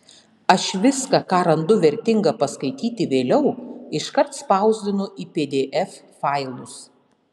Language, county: Lithuanian, Panevėžys